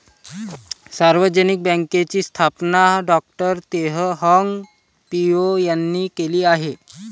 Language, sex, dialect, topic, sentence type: Marathi, male, Varhadi, banking, statement